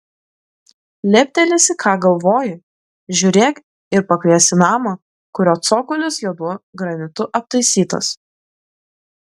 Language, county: Lithuanian, Klaipėda